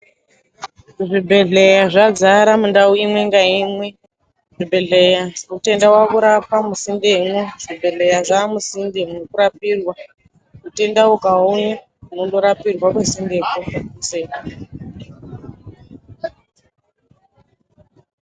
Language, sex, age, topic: Ndau, female, 25-35, health